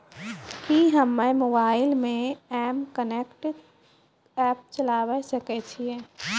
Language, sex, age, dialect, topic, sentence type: Maithili, female, 25-30, Angika, banking, question